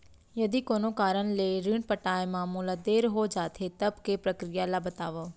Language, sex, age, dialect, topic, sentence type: Chhattisgarhi, female, 31-35, Central, banking, question